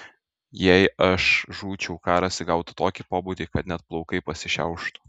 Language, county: Lithuanian, Šiauliai